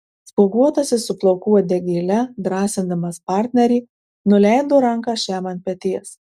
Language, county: Lithuanian, Marijampolė